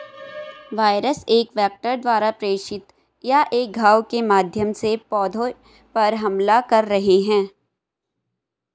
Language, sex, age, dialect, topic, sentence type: Hindi, female, 18-24, Hindustani Malvi Khadi Boli, agriculture, statement